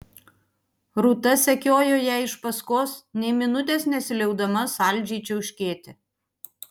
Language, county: Lithuanian, Panevėžys